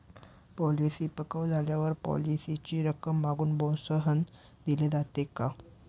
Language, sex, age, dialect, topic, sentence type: Marathi, male, 18-24, Standard Marathi, banking, question